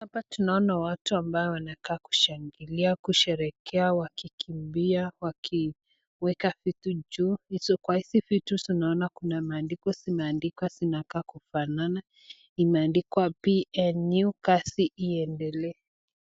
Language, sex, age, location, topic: Swahili, female, 25-35, Nakuru, government